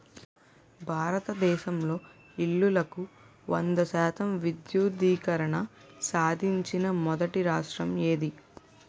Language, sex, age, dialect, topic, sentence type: Telugu, female, 18-24, Utterandhra, banking, question